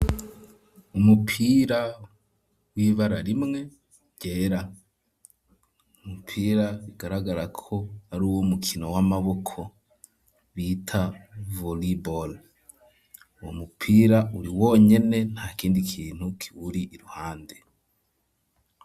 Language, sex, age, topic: Rundi, male, 25-35, education